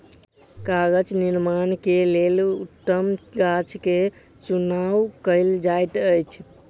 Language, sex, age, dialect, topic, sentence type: Maithili, female, 18-24, Southern/Standard, agriculture, statement